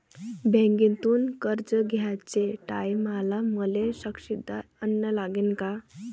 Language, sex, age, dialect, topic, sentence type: Marathi, female, 18-24, Varhadi, banking, question